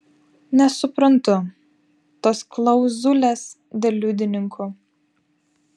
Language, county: Lithuanian, Vilnius